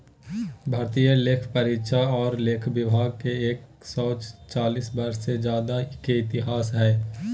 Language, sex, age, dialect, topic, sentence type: Magahi, male, 18-24, Southern, banking, statement